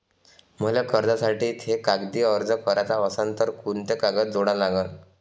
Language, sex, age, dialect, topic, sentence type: Marathi, male, 25-30, Varhadi, banking, question